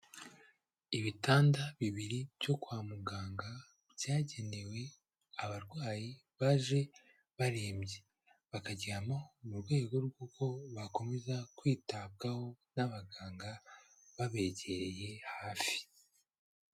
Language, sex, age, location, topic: Kinyarwanda, male, 18-24, Kigali, health